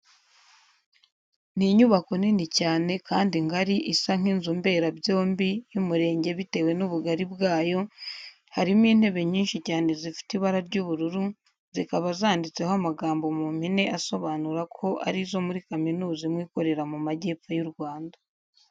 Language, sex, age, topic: Kinyarwanda, female, 18-24, education